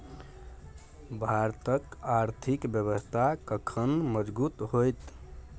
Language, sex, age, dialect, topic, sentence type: Maithili, male, 18-24, Bajjika, banking, statement